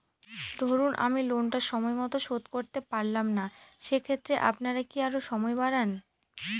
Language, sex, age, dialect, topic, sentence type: Bengali, female, 18-24, Northern/Varendri, banking, question